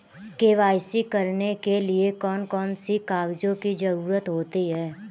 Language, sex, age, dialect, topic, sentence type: Hindi, male, 18-24, Kanauji Braj Bhasha, banking, question